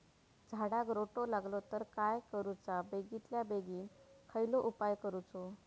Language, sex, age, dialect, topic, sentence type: Marathi, female, 18-24, Southern Konkan, agriculture, question